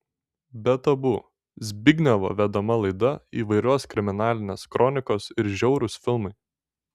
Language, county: Lithuanian, Šiauliai